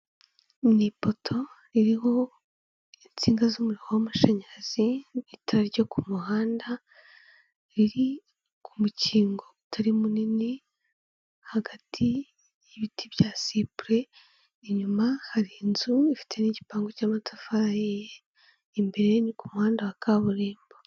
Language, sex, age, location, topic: Kinyarwanda, female, 18-24, Kigali, government